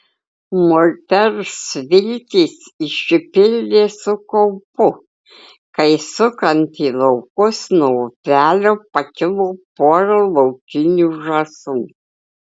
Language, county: Lithuanian, Klaipėda